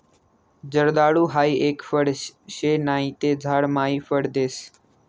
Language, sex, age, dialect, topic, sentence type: Marathi, male, 18-24, Northern Konkan, agriculture, statement